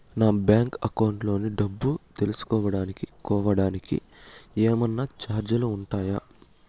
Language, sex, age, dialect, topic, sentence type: Telugu, male, 18-24, Southern, banking, question